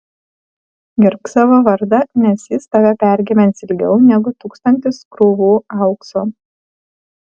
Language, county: Lithuanian, Alytus